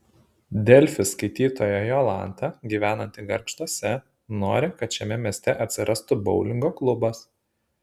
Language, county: Lithuanian, Šiauliai